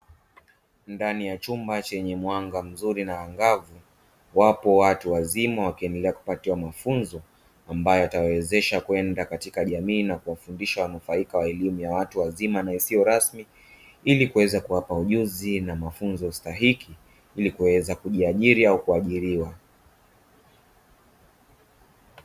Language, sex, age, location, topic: Swahili, male, 25-35, Dar es Salaam, education